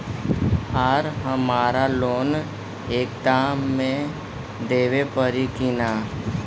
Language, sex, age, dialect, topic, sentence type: Bhojpuri, female, 18-24, Northern, agriculture, question